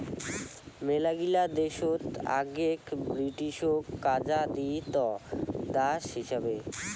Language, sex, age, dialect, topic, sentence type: Bengali, male, <18, Rajbangshi, banking, statement